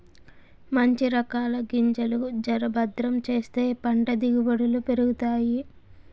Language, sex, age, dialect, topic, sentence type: Telugu, female, 18-24, Southern, agriculture, statement